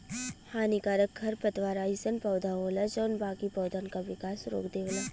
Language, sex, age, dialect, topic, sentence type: Bhojpuri, female, 18-24, Western, agriculture, statement